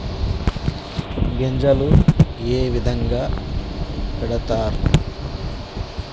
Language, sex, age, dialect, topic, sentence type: Telugu, male, 31-35, Telangana, agriculture, question